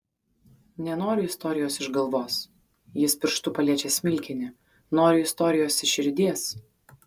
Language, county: Lithuanian, Kaunas